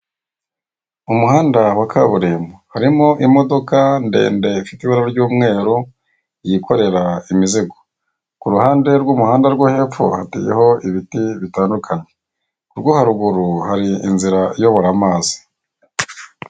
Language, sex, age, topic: Kinyarwanda, male, 18-24, government